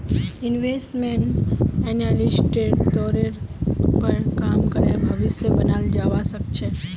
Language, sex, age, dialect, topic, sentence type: Magahi, female, 18-24, Northeastern/Surjapuri, banking, statement